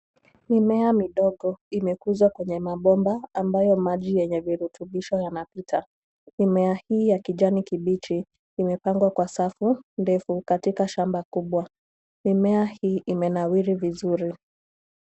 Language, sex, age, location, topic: Swahili, female, 18-24, Nairobi, agriculture